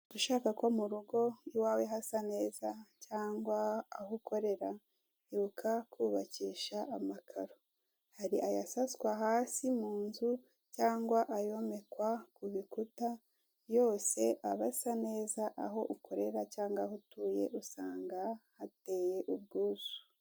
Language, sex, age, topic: Kinyarwanda, female, 36-49, finance